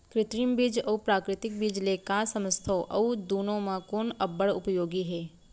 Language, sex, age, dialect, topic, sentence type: Chhattisgarhi, female, 31-35, Central, agriculture, question